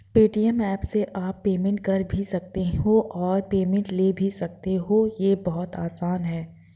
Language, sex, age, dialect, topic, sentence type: Hindi, female, 18-24, Marwari Dhudhari, banking, statement